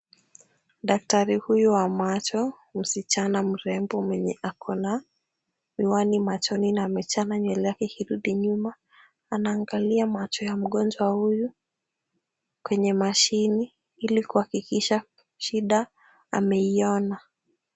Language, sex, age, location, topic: Swahili, female, 18-24, Kisumu, health